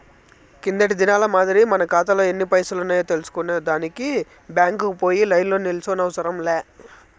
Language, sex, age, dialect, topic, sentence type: Telugu, male, 25-30, Southern, banking, statement